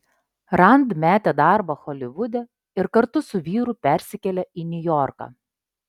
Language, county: Lithuanian, Klaipėda